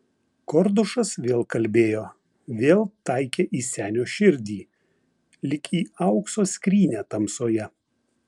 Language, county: Lithuanian, Vilnius